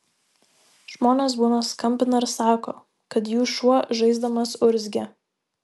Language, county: Lithuanian, Šiauliai